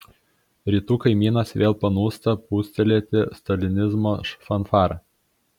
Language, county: Lithuanian, Kaunas